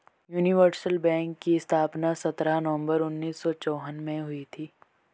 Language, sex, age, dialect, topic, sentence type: Hindi, female, 18-24, Garhwali, banking, statement